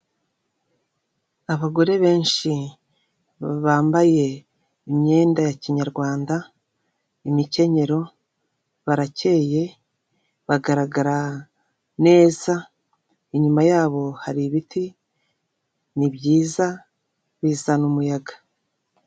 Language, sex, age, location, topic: Kinyarwanda, female, 36-49, Kigali, government